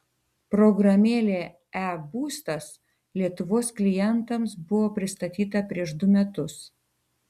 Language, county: Lithuanian, Tauragė